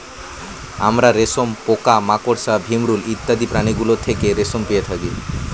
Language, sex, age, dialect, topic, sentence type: Bengali, male, 25-30, Standard Colloquial, agriculture, statement